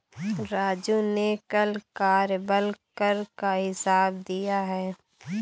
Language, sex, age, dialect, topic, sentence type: Hindi, female, 18-24, Awadhi Bundeli, banking, statement